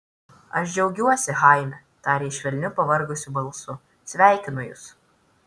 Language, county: Lithuanian, Vilnius